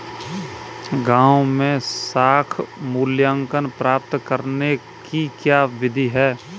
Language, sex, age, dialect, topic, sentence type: Hindi, male, 18-24, Kanauji Braj Bhasha, banking, question